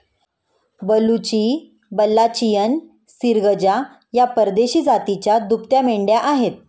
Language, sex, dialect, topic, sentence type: Marathi, female, Standard Marathi, agriculture, statement